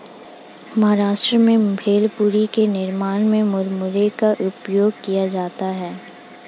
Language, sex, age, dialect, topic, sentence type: Hindi, female, 25-30, Hindustani Malvi Khadi Boli, agriculture, statement